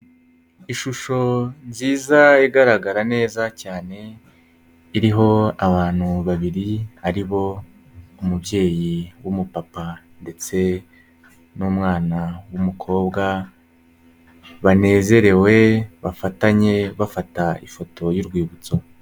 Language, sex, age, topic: Kinyarwanda, male, 18-24, health